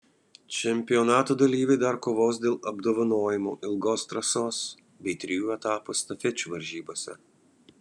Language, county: Lithuanian, Kaunas